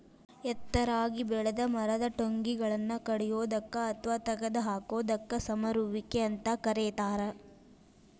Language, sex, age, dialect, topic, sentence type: Kannada, female, 18-24, Dharwad Kannada, agriculture, statement